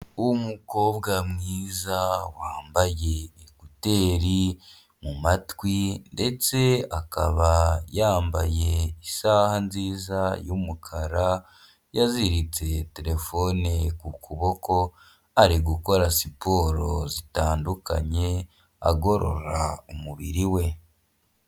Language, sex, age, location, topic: Kinyarwanda, male, 25-35, Huye, health